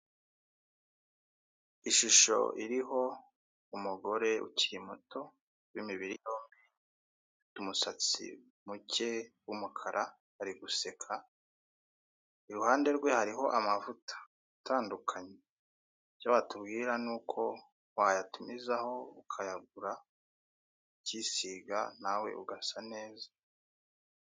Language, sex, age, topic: Kinyarwanda, male, 36-49, finance